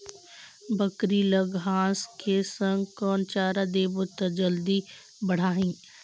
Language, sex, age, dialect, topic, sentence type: Chhattisgarhi, female, 18-24, Northern/Bhandar, agriculture, question